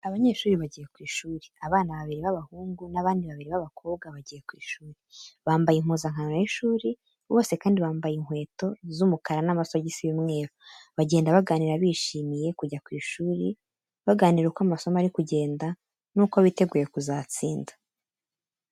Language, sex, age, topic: Kinyarwanda, female, 18-24, education